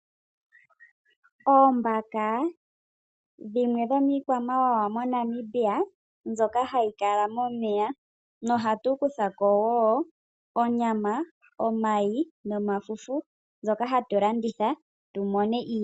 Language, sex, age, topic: Oshiwambo, female, 25-35, agriculture